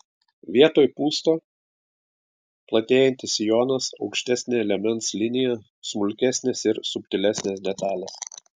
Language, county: Lithuanian, Klaipėda